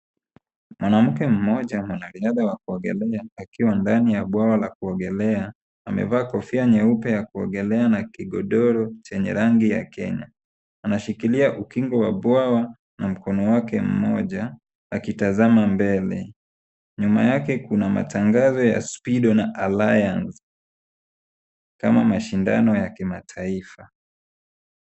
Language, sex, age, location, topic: Swahili, male, 18-24, Kisumu, education